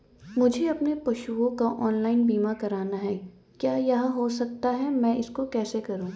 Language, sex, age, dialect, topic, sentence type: Hindi, female, 18-24, Garhwali, banking, question